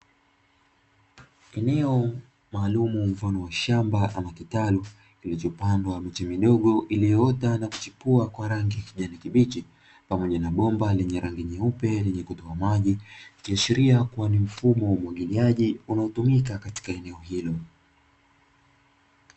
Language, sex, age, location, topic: Swahili, male, 25-35, Dar es Salaam, agriculture